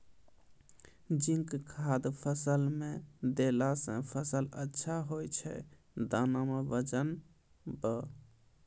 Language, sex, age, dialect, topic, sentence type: Maithili, male, 25-30, Angika, agriculture, question